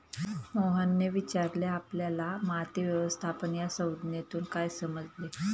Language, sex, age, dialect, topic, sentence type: Marathi, female, 31-35, Standard Marathi, agriculture, statement